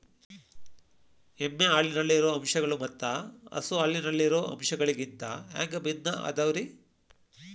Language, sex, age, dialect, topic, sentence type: Kannada, male, 51-55, Dharwad Kannada, agriculture, question